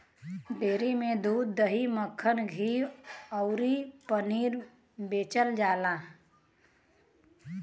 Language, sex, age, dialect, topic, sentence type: Bhojpuri, female, 31-35, Western, agriculture, statement